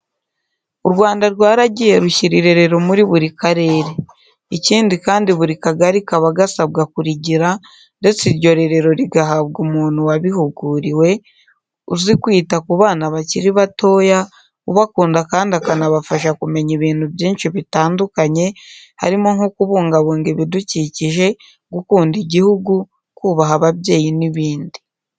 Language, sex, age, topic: Kinyarwanda, female, 18-24, education